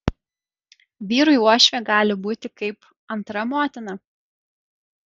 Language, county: Lithuanian, Kaunas